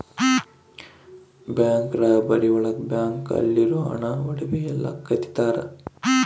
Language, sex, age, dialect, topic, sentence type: Kannada, male, 25-30, Central, banking, statement